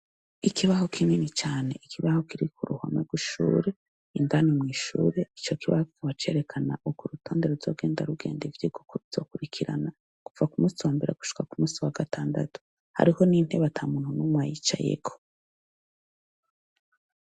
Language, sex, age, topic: Rundi, female, 36-49, education